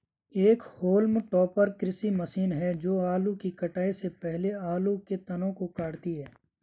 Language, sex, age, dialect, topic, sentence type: Hindi, male, 25-30, Garhwali, agriculture, statement